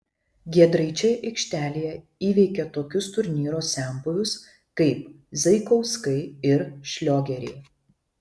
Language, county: Lithuanian, Šiauliai